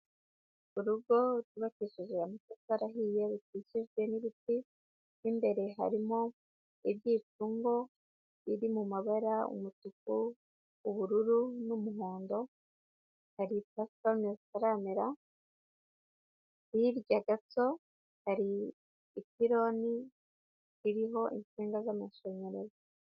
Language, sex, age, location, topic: Kinyarwanda, female, 25-35, Nyagatare, education